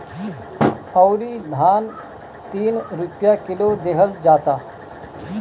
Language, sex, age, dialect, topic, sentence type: Bhojpuri, male, 18-24, Northern, agriculture, statement